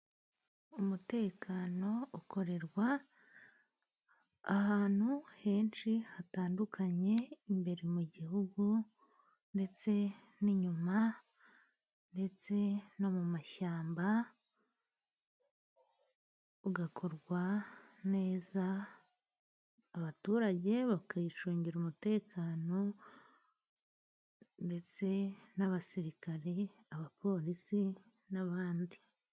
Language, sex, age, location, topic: Kinyarwanda, female, 25-35, Musanze, government